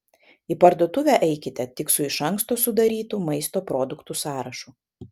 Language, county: Lithuanian, Vilnius